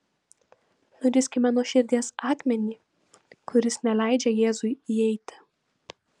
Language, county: Lithuanian, Vilnius